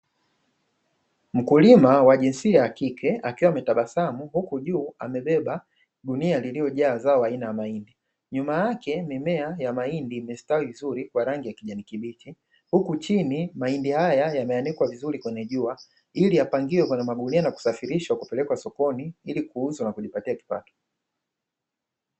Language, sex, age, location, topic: Swahili, male, 25-35, Dar es Salaam, agriculture